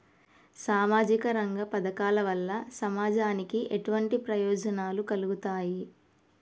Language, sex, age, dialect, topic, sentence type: Telugu, female, 36-40, Telangana, banking, question